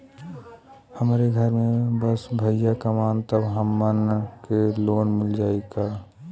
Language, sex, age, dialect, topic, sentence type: Bhojpuri, male, 18-24, Western, banking, question